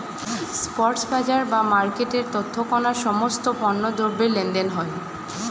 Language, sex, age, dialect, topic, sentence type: Bengali, female, 18-24, Standard Colloquial, banking, statement